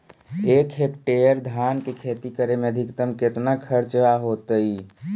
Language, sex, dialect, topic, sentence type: Magahi, male, Central/Standard, agriculture, question